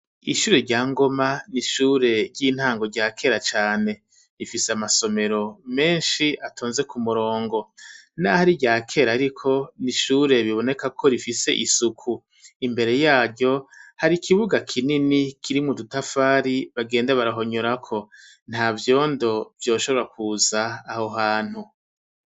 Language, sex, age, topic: Rundi, male, 50+, education